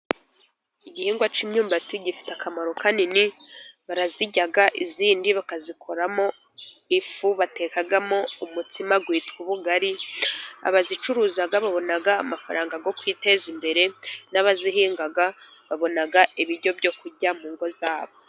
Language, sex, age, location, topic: Kinyarwanda, female, 50+, Musanze, agriculture